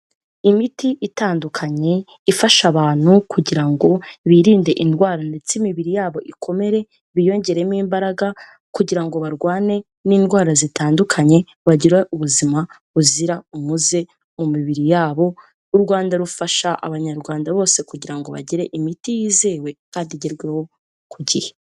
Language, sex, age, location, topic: Kinyarwanda, female, 18-24, Kigali, health